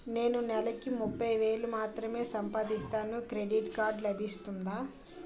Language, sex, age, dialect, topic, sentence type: Telugu, female, 18-24, Utterandhra, banking, question